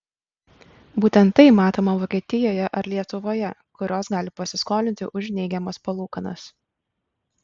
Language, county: Lithuanian, Kaunas